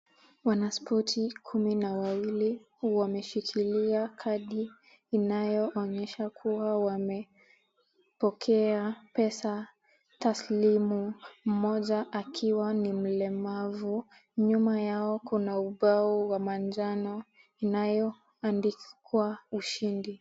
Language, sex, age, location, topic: Swahili, female, 18-24, Mombasa, education